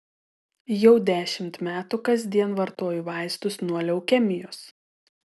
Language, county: Lithuanian, Telšiai